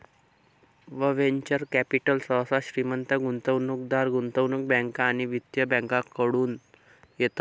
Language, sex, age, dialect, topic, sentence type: Marathi, male, 18-24, Northern Konkan, banking, statement